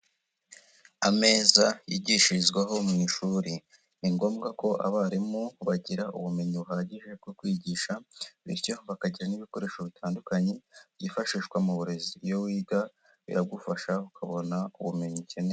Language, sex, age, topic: Kinyarwanda, male, 25-35, education